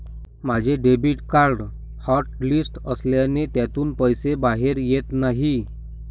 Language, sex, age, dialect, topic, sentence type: Marathi, male, 60-100, Standard Marathi, banking, statement